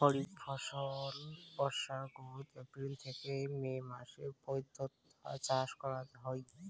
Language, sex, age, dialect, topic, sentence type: Bengali, male, 18-24, Rajbangshi, agriculture, statement